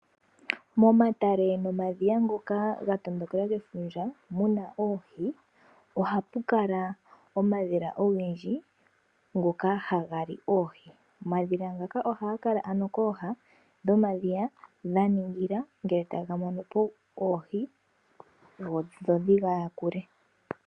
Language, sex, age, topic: Oshiwambo, female, 25-35, agriculture